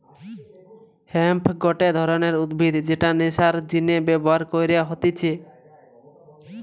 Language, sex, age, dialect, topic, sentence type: Bengali, male, 18-24, Western, agriculture, statement